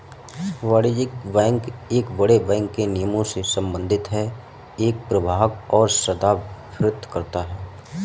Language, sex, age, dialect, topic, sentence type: Hindi, male, 25-30, Awadhi Bundeli, banking, statement